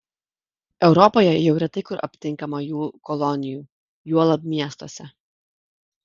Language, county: Lithuanian, Kaunas